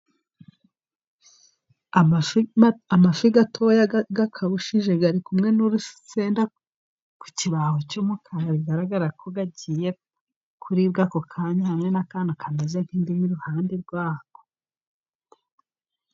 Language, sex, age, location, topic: Kinyarwanda, female, 18-24, Musanze, agriculture